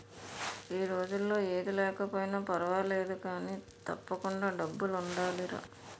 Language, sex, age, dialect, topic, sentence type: Telugu, female, 41-45, Utterandhra, banking, statement